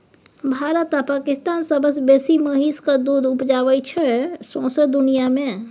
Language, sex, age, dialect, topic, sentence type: Maithili, female, 36-40, Bajjika, agriculture, statement